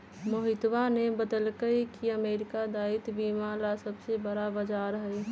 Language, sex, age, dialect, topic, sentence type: Magahi, female, 31-35, Western, banking, statement